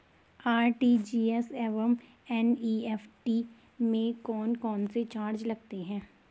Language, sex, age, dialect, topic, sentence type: Hindi, female, 18-24, Garhwali, banking, question